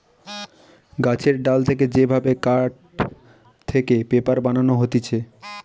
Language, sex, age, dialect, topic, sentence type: Bengali, male, 18-24, Western, agriculture, statement